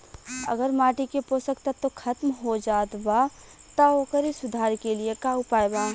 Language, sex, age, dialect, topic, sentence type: Bhojpuri, female, 18-24, Western, agriculture, question